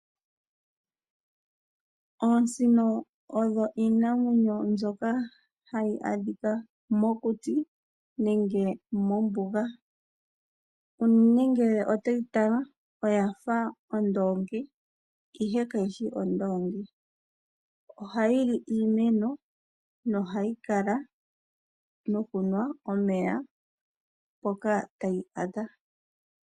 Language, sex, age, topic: Oshiwambo, female, 25-35, agriculture